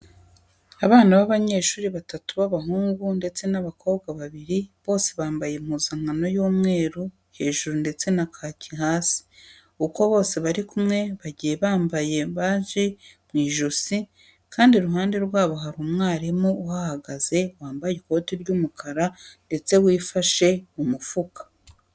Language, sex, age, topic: Kinyarwanda, female, 36-49, education